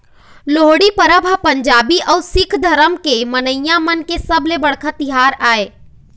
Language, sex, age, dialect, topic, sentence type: Chhattisgarhi, female, 25-30, Eastern, agriculture, statement